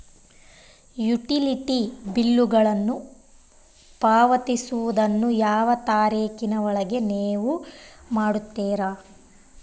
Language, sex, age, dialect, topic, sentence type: Kannada, female, 18-24, Central, banking, question